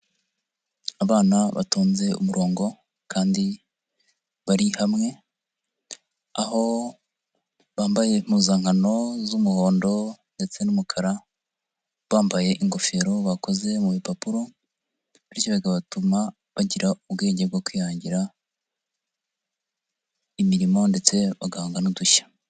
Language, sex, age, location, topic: Kinyarwanda, male, 50+, Nyagatare, education